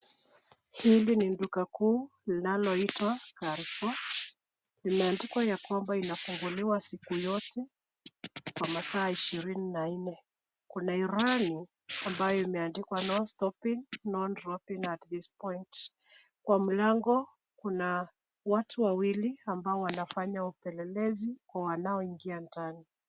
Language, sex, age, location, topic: Swahili, female, 25-35, Nairobi, finance